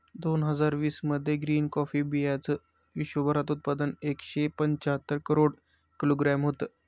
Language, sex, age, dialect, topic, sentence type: Marathi, male, 25-30, Northern Konkan, agriculture, statement